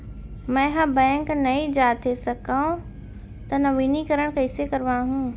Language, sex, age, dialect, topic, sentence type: Chhattisgarhi, female, 25-30, Central, banking, question